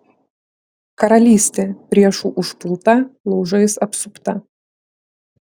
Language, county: Lithuanian, Klaipėda